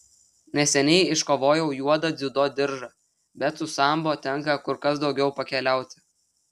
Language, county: Lithuanian, Telšiai